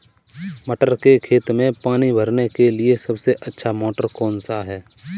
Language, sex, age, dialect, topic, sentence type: Hindi, male, 18-24, Kanauji Braj Bhasha, agriculture, question